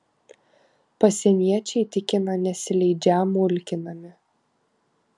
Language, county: Lithuanian, Kaunas